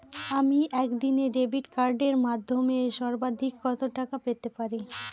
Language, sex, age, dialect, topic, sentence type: Bengali, female, 18-24, Northern/Varendri, banking, question